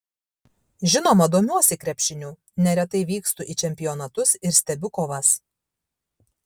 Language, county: Lithuanian, Šiauliai